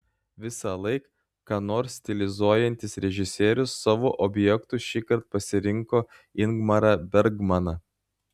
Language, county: Lithuanian, Klaipėda